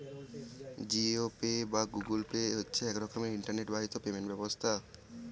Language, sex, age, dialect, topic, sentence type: Bengali, male, 18-24, Northern/Varendri, banking, statement